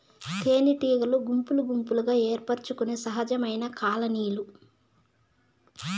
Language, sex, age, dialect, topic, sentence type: Telugu, female, 31-35, Southern, agriculture, statement